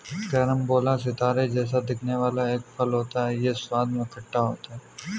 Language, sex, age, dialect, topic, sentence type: Hindi, male, 18-24, Kanauji Braj Bhasha, agriculture, statement